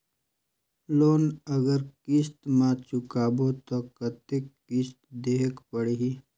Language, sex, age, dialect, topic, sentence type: Chhattisgarhi, male, 25-30, Northern/Bhandar, banking, question